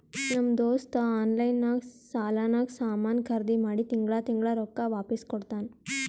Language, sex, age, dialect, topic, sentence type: Kannada, female, 18-24, Northeastern, banking, statement